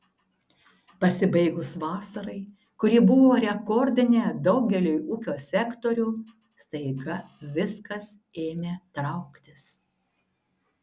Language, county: Lithuanian, Šiauliai